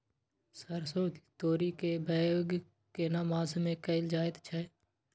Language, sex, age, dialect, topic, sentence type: Maithili, male, 18-24, Bajjika, agriculture, question